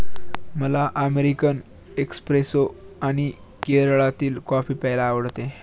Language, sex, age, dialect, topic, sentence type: Marathi, male, 18-24, Standard Marathi, agriculture, statement